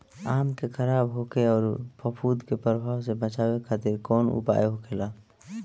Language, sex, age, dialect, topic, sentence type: Bhojpuri, male, 25-30, Northern, agriculture, question